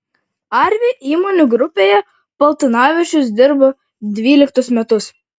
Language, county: Lithuanian, Vilnius